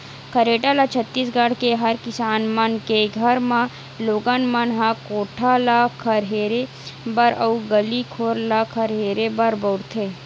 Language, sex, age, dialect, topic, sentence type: Chhattisgarhi, female, 18-24, Western/Budati/Khatahi, agriculture, statement